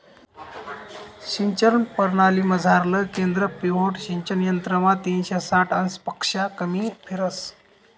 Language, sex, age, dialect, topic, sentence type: Marathi, male, 25-30, Northern Konkan, agriculture, statement